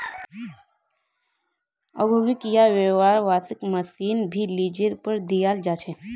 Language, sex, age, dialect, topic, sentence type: Magahi, female, 18-24, Northeastern/Surjapuri, banking, statement